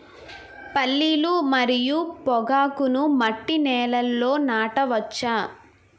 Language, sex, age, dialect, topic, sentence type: Telugu, male, 18-24, Utterandhra, agriculture, question